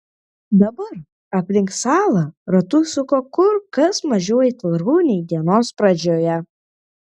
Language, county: Lithuanian, Klaipėda